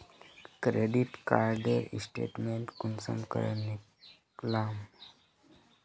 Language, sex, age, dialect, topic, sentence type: Magahi, male, 31-35, Northeastern/Surjapuri, banking, question